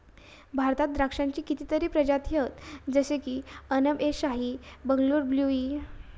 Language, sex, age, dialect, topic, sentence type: Marathi, female, 18-24, Southern Konkan, agriculture, statement